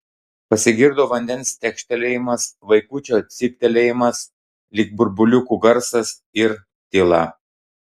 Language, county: Lithuanian, Klaipėda